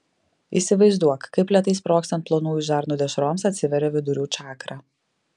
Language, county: Lithuanian, Klaipėda